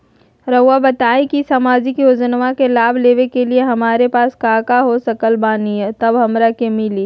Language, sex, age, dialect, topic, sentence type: Magahi, female, 25-30, Southern, banking, question